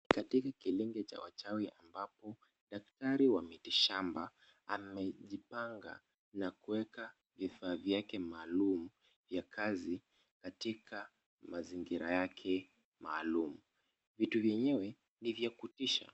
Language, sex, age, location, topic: Swahili, male, 25-35, Kisumu, health